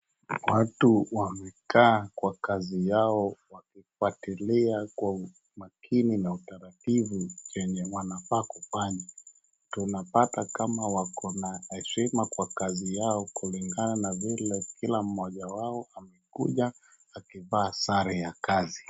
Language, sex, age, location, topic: Swahili, male, 36-49, Wajir, government